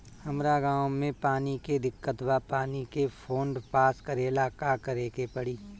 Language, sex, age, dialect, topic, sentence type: Bhojpuri, male, 36-40, Northern, banking, question